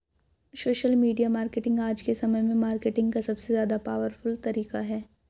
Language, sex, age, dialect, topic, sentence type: Hindi, female, 56-60, Hindustani Malvi Khadi Boli, banking, statement